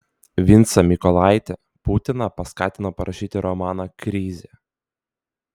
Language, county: Lithuanian, Kaunas